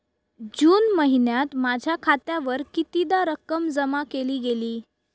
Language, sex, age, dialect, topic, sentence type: Marathi, female, 31-35, Northern Konkan, banking, question